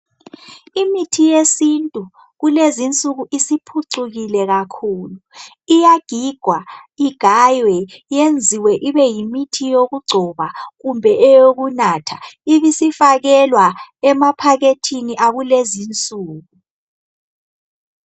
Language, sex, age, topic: North Ndebele, female, 50+, health